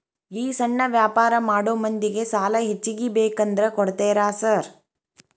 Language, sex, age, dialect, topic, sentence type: Kannada, female, 31-35, Dharwad Kannada, banking, question